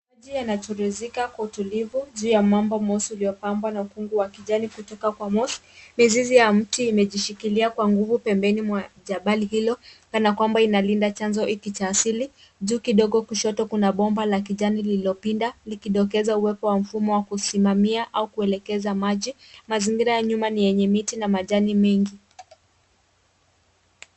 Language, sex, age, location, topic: Swahili, female, 25-35, Nairobi, government